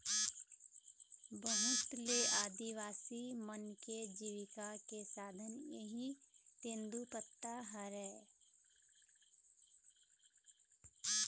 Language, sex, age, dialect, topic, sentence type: Chhattisgarhi, female, 56-60, Eastern, agriculture, statement